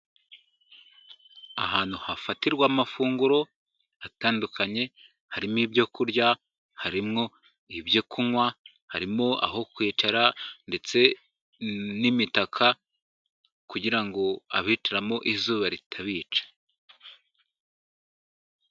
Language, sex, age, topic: Kinyarwanda, male, 18-24, finance